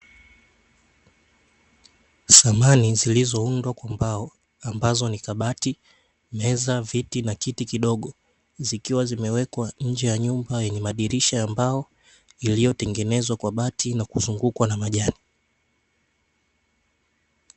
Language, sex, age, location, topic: Swahili, male, 18-24, Dar es Salaam, finance